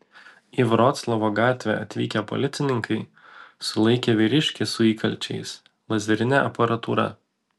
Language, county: Lithuanian, Vilnius